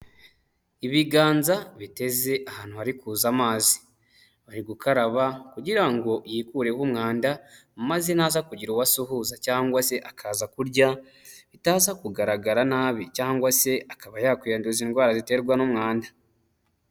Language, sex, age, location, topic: Kinyarwanda, male, 18-24, Huye, health